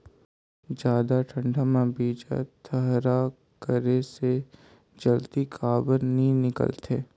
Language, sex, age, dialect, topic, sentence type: Chhattisgarhi, male, 18-24, Northern/Bhandar, agriculture, question